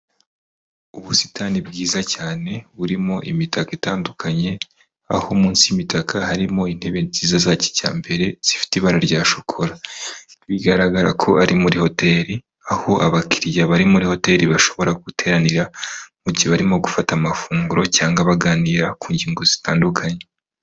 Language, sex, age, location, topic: Kinyarwanda, female, 25-35, Kigali, finance